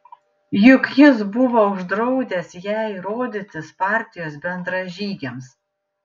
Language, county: Lithuanian, Panevėžys